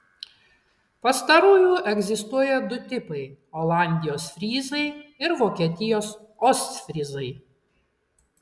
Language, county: Lithuanian, Klaipėda